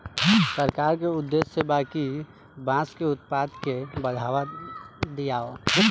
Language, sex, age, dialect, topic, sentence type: Bhojpuri, male, 18-24, Southern / Standard, agriculture, statement